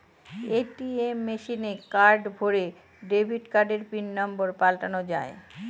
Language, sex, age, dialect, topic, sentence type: Bengali, female, 18-24, Northern/Varendri, banking, statement